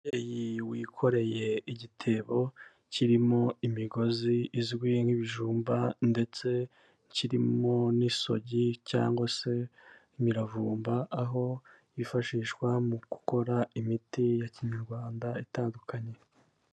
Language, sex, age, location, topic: Kinyarwanda, male, 18-24, Kigali, health